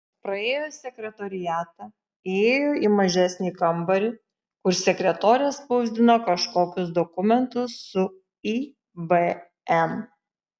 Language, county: Lithuanian, Šiauliai